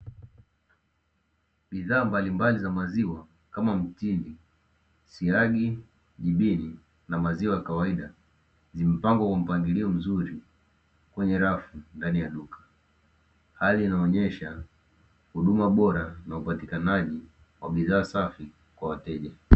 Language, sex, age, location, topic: Swahili, male, 18-24, Dar es Salaam, finance